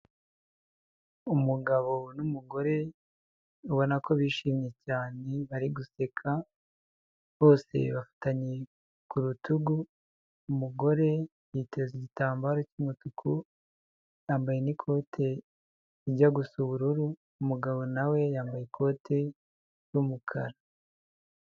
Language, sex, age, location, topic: Kinyarwanda, male, 50+, Huye, health